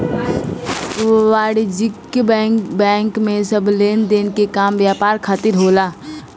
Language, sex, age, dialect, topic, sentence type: Bhojpuri, female, 18-24, Northern, banking, statement